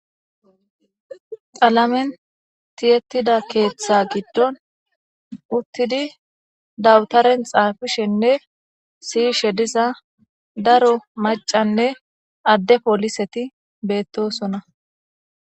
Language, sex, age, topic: Gamo, female, 25-35, government